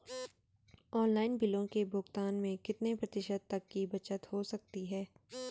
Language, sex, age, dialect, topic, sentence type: Hindi, female, 18-24, Garhwali, banking, question